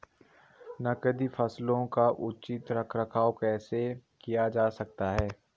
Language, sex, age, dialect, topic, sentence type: Hindi, male, 18-24, Garhwali, agriculture, question